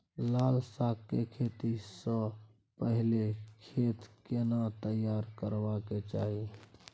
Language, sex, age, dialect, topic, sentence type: Maithili, male, 25-30, Bajjika, agriculture, question